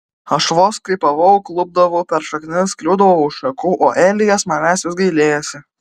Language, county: Lithuanian, Vilnius